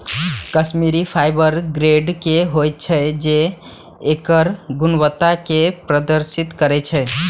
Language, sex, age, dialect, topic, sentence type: Maithili, male, 18-24, Eastern / Thethi, agriculture, statement